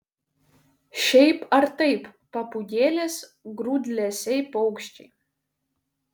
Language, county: Lithuanian, Šiauliai